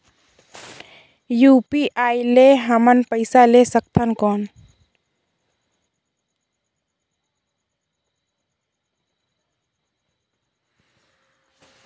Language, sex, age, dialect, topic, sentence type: Chhattisgarhi, female, 18-24, Northern/Bhandar, banking, question